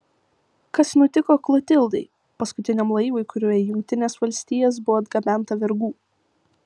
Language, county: Lithuanian, Vilnius